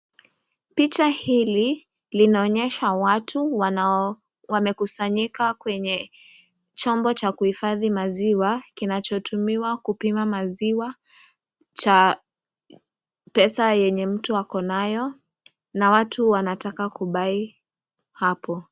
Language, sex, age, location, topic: Swahili, female, 18-24, Nakuru, agriculture